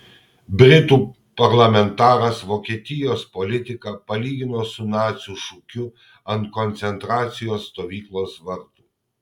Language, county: Lithuanian, Kaunas